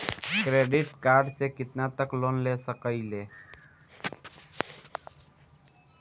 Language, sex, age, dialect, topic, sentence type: Bhojpuri, male, <18, Northern, banking, question